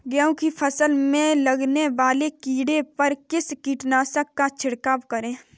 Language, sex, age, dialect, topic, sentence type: Hindi, female, 18-24, Kanauji Braj Bhasha, agriculture, question